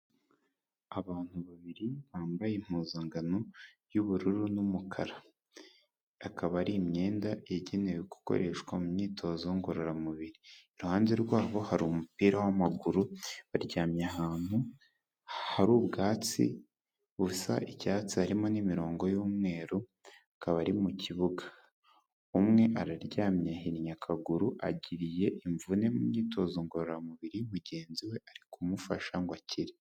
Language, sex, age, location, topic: Kinyarwanda, male, 18-24, Kigali, health